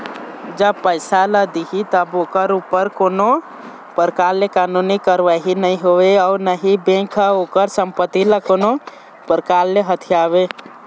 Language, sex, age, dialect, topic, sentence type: Chhattisgarhi, male, 18-24, Eastern, banking, statement